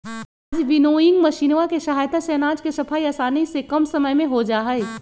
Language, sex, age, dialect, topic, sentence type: Magahi, female, 56-60, Western, agriculture, statement